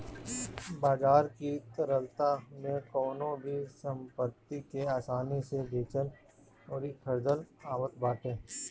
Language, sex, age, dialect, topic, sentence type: Bhojpuri, male, 31-35, Northern, banking, statement